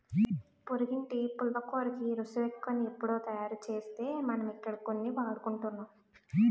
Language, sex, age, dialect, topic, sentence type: Telugu, female, 18-24, Utterandhra, banking, statement